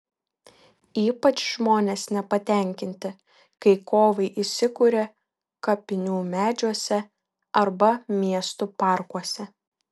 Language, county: Lithuanian, Šiauliai